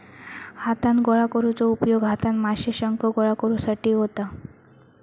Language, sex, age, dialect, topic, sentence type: Marathi, female, 36-40, Southern Konkan, agriculture, statement